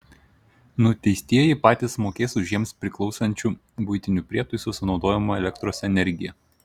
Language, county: Lithuanian, Šiauliai